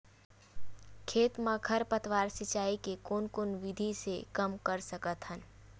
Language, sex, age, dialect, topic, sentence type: Chhattisgarhi, female, 18-24, Western/Budati/Khatahi, agriculture, question